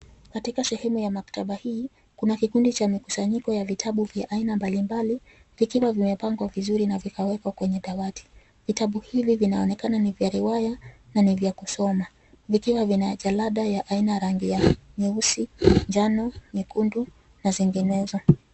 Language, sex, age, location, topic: Swahili, female, 25-35, Nairobi, education